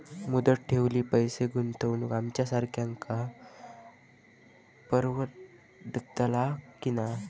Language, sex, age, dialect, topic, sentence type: Marathi, male, 31-35, Southern Konkan, banking, question